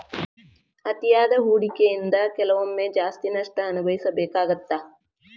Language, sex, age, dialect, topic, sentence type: Kannada, female, 25-30, Dharwad Kannada, banking, statement